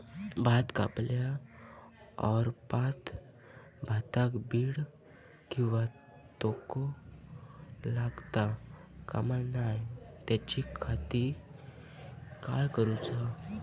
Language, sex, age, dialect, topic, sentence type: Marathi, male, 31-35, Southern Konkan, agriculture, question